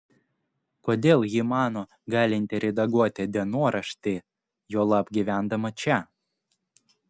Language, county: Lithuanian, Klaipėda